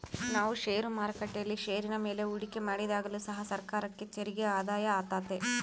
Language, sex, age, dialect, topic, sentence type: Kannada, female, 31-35, Central, banking, statement